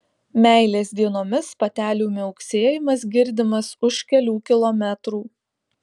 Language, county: Lithuanian, Alytus